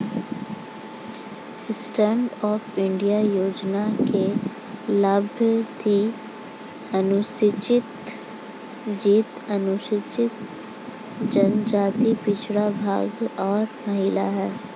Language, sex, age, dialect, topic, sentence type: Hindi, female, 25-30, Hindustani Malvi Khadi Boli, banking, statement